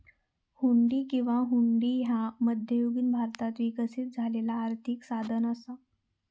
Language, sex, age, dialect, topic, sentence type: Marathi, female, 31-35, Southern Konkan, banking, statement